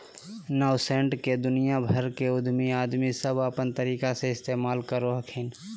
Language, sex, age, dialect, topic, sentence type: Magahi, male, 18-24, Southern, banking, statement